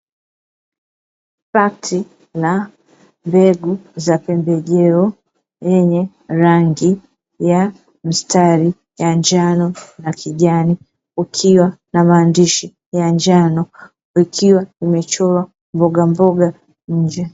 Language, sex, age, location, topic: Swahili, female, 36-49, Dar es Salaam, agriculture